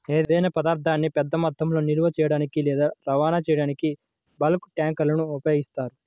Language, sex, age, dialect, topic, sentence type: Telugu, female, 25-30, Central/Coastal, agriculture, statement